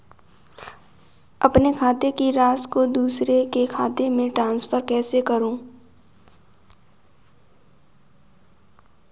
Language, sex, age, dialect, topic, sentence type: Hindi, female, 18-24, Kanauji Braj Bhasha, banking, question